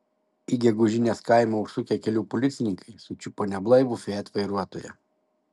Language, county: Lithuanian, Šiauliai